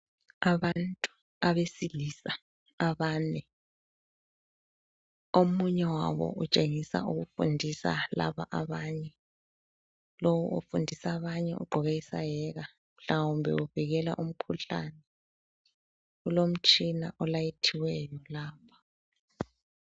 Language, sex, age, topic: North Ndebele, female, 36-49, health